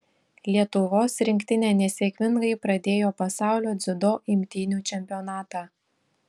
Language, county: Lithuanian, Šiauliai